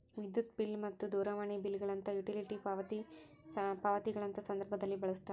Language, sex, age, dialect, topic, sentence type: Kannada, female, 18-24, Central, banking, statement